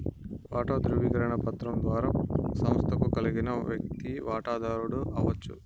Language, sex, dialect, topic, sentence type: Telugu, male, Southern, banking, statement